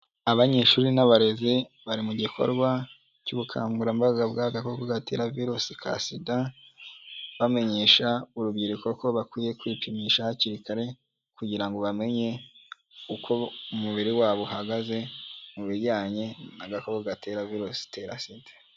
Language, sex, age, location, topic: Kinyarwanda, male, 18-24, Kigali, health